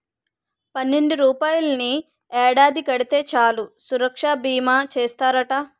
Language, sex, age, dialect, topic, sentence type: Telugu, female, 18-24, Utterandhra, banking, statement